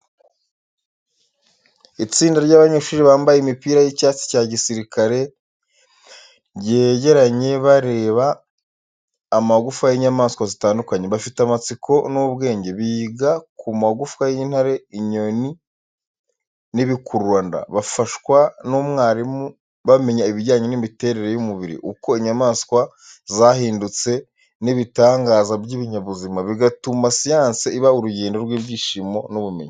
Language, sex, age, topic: Kinyarwanda, male, 25-35, education